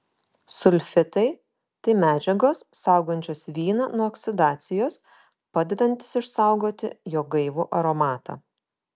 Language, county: Lithuanian, Kaunas